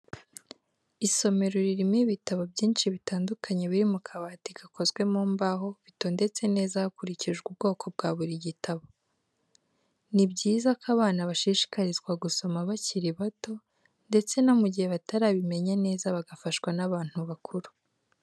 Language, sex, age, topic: Kinyarwanda, female, 18-24, education